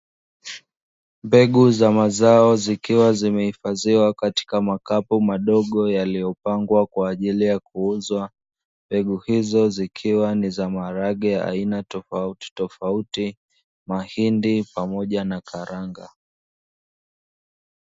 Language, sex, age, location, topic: Swahili, male, 25-35, Dar es Salaam, agriculture